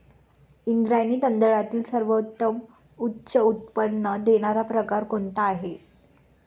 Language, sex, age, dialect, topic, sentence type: Marathi, female, 25-30, Standard Marathi, agriculture, question